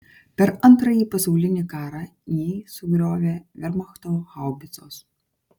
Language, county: Lithuanian, Kaunas